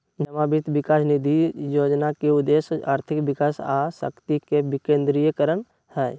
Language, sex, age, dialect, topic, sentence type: Magahi, male, 60-100, Western, banking, statement